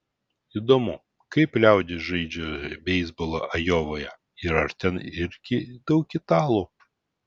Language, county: Lithuanian, Vilnius